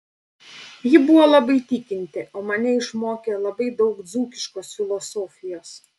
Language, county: Lithuanian, Panevėžys